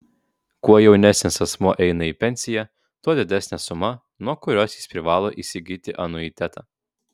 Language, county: Lithuanian, Vilnius